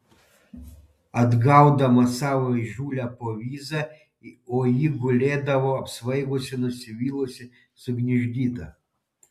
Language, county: Lithuanian, Panevėžys